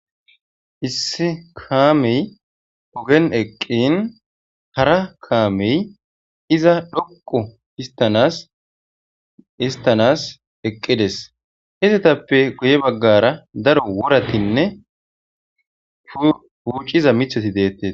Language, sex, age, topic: Gamo, male, 18-24, government